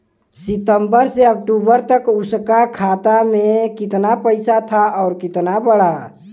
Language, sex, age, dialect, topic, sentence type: Bhojpuri, male, 18-24, Western, banking, question